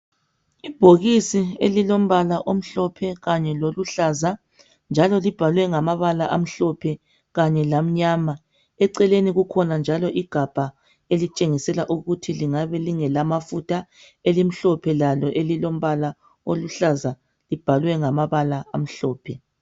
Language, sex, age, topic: North Ndebele, female, 25-35, health